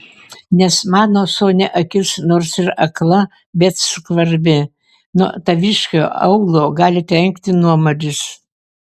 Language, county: Lithuanian, Vilnius